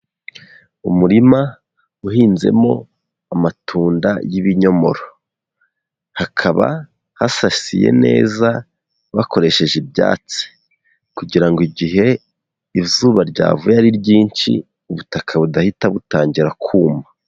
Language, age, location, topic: Kinyarwanda, 18-24, Huye, agriculture